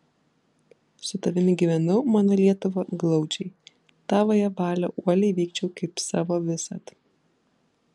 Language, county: Lithuanian, Vilnius